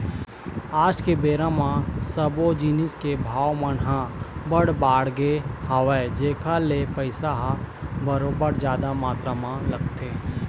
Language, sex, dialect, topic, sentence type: Chhattisgarhi, male, Eastern, agriculture, statement